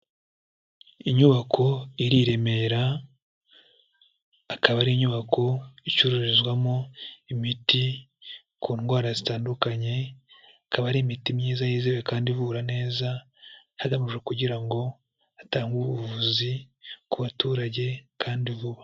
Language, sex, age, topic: Kinyarwanda, male, 18-24, health